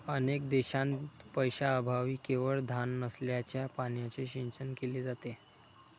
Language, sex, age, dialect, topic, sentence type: Marathi, male, 25-30, Standard Marathi, agriculture, statement